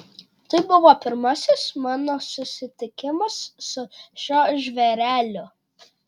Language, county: Lithuanian, Šiauliai